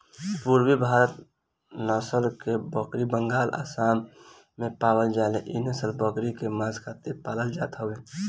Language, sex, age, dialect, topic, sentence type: Bhojpuri, female, 18-24, Northern, agriculture, statement